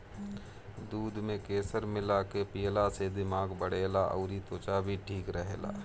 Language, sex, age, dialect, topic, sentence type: Bhojpuri, male, 31-35, Northern, agriculture, statement